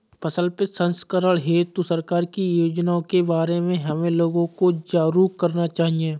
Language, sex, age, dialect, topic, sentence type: Hindi, male, 25-30, Awadhi Bundeli, agriculture, statement